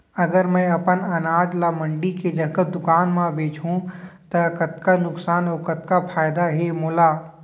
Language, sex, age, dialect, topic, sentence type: Chhattisgarhi, male, 18-24, Central, agriculture, question